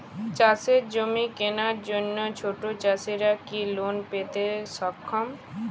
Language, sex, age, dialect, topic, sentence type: Bengali, female, 18-24, Jharkhandi, agriculture, statement